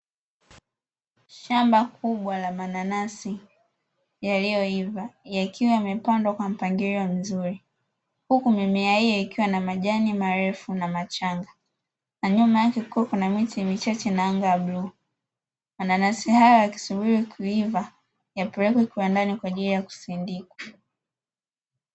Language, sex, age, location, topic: Swahili, female, 18-24, Dar es Salaam, agriculture